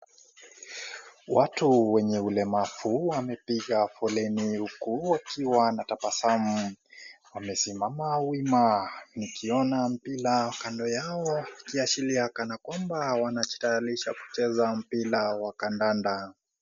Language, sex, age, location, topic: Swahili, male, 18-24, Kisii, education